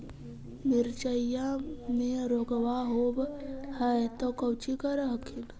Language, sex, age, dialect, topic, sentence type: Magahi, female, 18-24, Central/Standard, agriculture, question